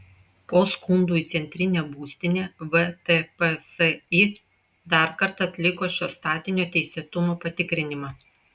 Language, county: Lithuanian, Klaipėda